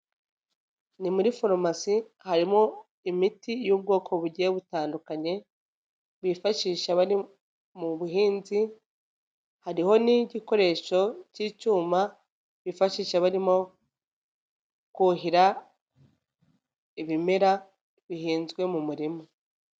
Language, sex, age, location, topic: Kinyarwanda, female, 25-35, Nyagatare, agriculture